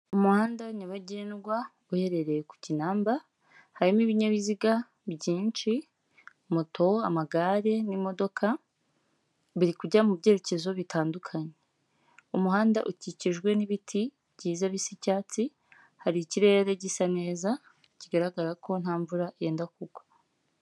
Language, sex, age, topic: Kinyarwanda, female, 18-24, government